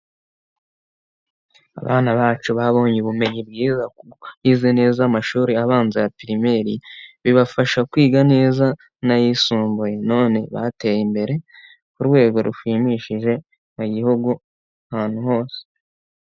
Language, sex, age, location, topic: Kinyarwanda, male, 18-24, Nyagatare, education